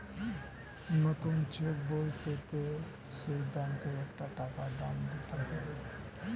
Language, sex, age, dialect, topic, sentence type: Bengali, male, 18-24, Standard Colloquial, banking, statement